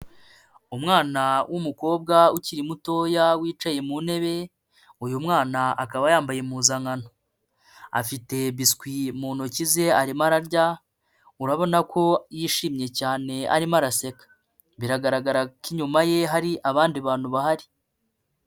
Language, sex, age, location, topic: Kinyarwanda, male, 25-35, Kigali, health